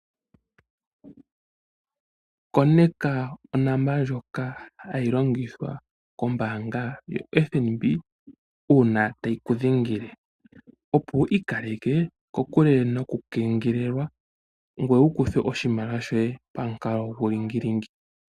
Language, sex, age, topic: Oshiwambo, male, 25-35, finance